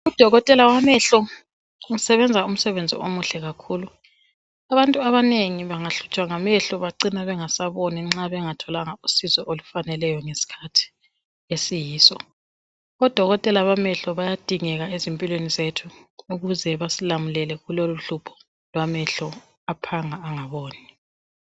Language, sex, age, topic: North Ndebele, female, 36-49, health